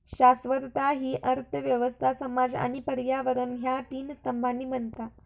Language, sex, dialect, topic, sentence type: Marathi, female, Southern Konkan, agriculture, statement